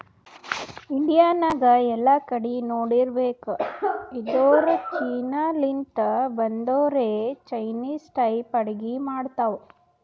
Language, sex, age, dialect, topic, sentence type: Kannada, female, 18-24, Northeastern, banking, statement